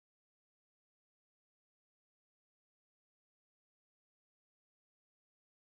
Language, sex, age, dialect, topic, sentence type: Hindi, male, 18-24, Garhwali, agriculture, statement